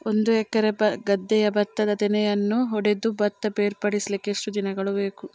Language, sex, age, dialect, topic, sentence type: Kannada, female, 18-24, Coastal/Dakshin, agriculture, question